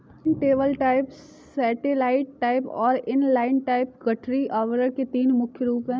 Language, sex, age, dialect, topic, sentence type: Hindi, female, 18-24, Kanauji Braj Bhasha, agriculture, statement